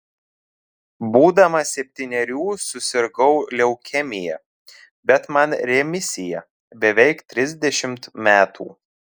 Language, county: Lithuanian, Telšiai